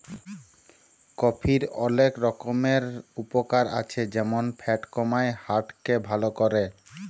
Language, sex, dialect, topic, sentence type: Bengali, male, Jharkhandi, agriculture, statement